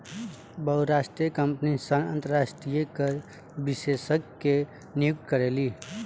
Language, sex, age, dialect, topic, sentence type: Bhojpuri, male, 18-24, Southern / Standard, banking, statement